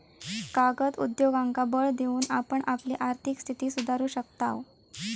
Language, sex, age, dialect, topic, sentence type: Marathi, female, 18-24, Southern Konkan, agriculture, statement